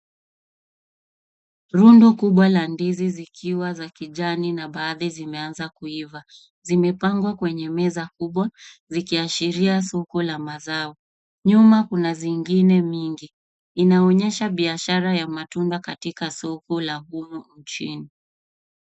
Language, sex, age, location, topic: Swahili, female, 25-35, Nairobi, finance